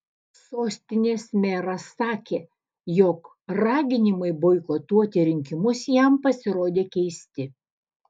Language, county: Lithuanian, Alytus